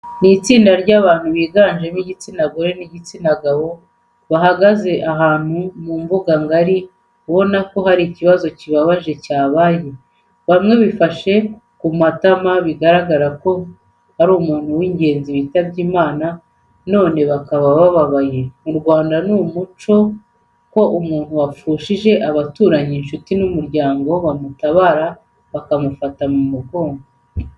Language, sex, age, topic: Kinyarwanda, female, 36-49, education